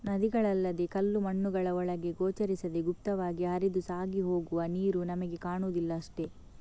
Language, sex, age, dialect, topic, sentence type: Kannada, female, 51-55, Coastal/Dakshin, agriculture, statement